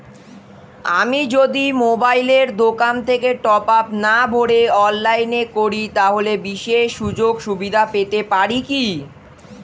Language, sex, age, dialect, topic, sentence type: Bengali, male, 46-50, Standard Colloquial, banking, question